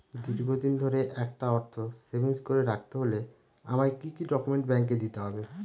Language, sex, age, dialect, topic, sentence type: Bengali, male, 31-35, Northern/Varendri, banking, question